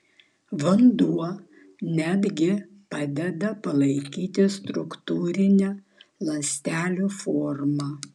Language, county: Lithuanian, Vilnius